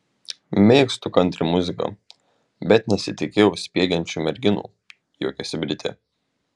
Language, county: Lithuanian, Šiauliai